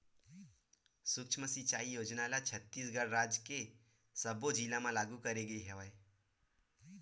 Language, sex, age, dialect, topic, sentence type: Chhattisgarhi, male, 18-24, Western/Budati/Khatahi, agriculture, statement